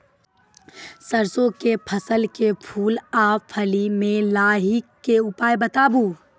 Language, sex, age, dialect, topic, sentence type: Maithili, female, 18-24, Angika, agriculture, question